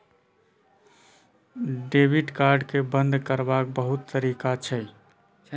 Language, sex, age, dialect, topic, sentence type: Maithili, male, 18-24, Bajjika, banking, statement